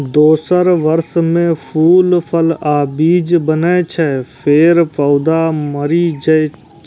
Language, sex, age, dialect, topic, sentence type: Maithili, male, 18-24, Eastern / Thethi, agriculture, statement